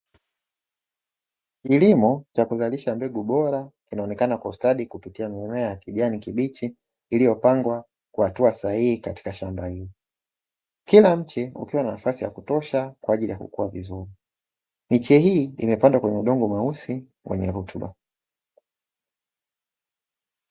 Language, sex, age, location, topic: Swahili, male, 25-35, Dar es Salaam, agriculture